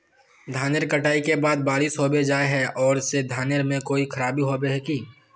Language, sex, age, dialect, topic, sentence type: Magahi, male, 18-24, Northeastern/Surjapuri, agriculture, question